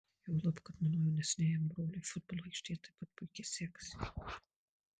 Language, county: Lithuanian, Marijampolė